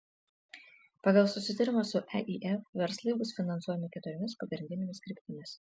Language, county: Lithuanian, Kaunas